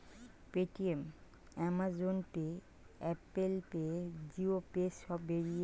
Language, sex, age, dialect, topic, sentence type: Bengali, female, 25-30, Standard Colloquial, banking, statement